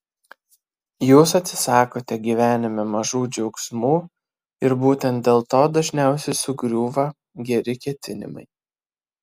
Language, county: Lithuanian, Kaunas